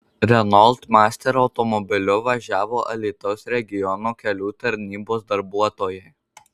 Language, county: Lithuanian, Marijampolė